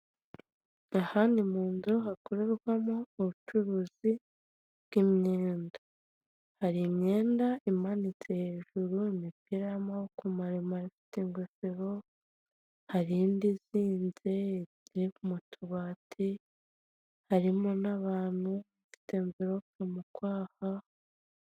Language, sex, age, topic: Kinyarwanda, female, 25-35, finance